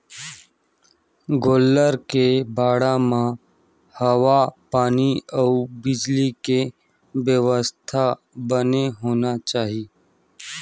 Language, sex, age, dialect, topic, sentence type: Chhattisgarhi, male, 18-24, Western/Budati/Khatahi, agriculture, statement